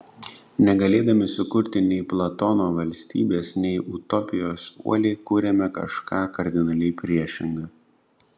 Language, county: Lithuanian, Panevėžys